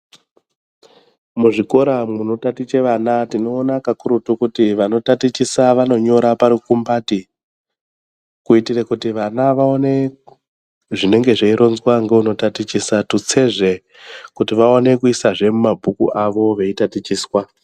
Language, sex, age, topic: Ndau, male, 25-35, education